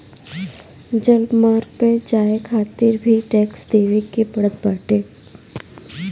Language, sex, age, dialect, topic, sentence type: Bhojpuri, female, 18-24, Northern, banking, statement